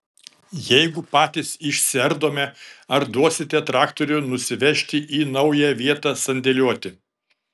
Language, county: Lithuanian, Šiauliai